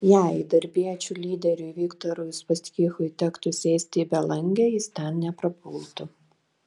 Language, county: Lithuanian, Šiauliai